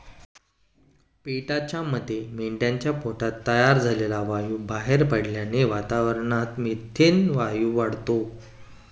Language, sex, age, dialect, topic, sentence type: Marathi, male, 25-30, Standard Marathi, agriculture, statement